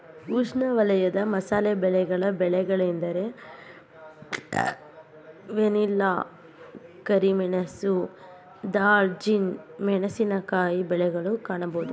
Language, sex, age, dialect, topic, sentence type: Kannada, female, 25-30, Mysore Kannada, agriculture, statement